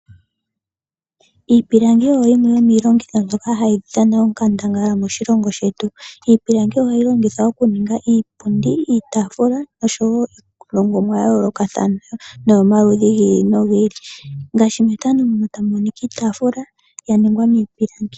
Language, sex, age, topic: Oshiwambo, female, 18-24, finance